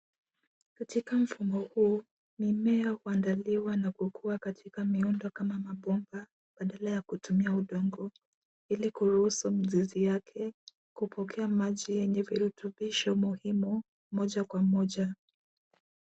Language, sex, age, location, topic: Swahili, female, 18-24, Nairobi, agriculture